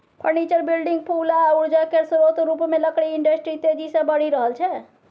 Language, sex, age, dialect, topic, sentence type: Maithili, female, 60-100, Bajjika, agriculture, statement